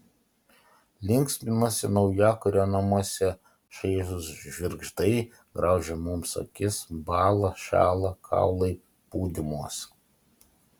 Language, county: Lithuanian, Utena